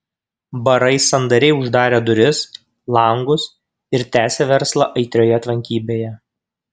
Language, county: Lithuanian, Kaunas